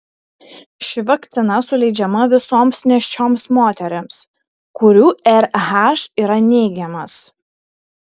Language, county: Lithuanian, Šiauliai